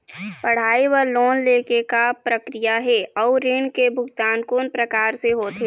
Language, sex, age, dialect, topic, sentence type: Chhattisgarhi, female, 25-30, Eastern, banking, question